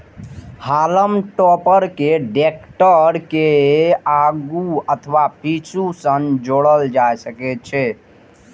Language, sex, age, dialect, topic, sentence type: Maithili, male, 18-24, Eastern / Thethi, agriculture, statement